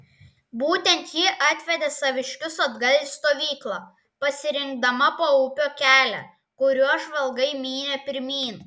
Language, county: Lithuanian, Klaipėda